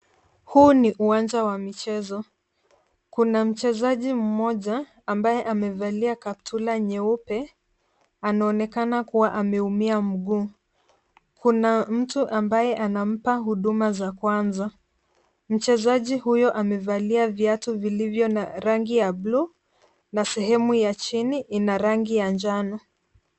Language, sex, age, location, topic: Swahili, female, 50+, Nairobi, health